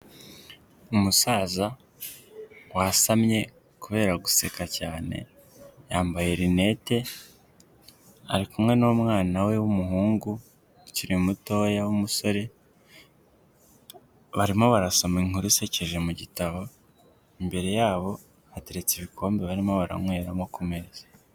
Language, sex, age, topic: Kinyarwanda, male, 25-35, health